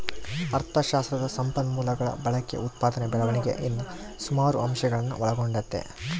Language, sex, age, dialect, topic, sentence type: Kannada, male, 31-35, Central, banking, statement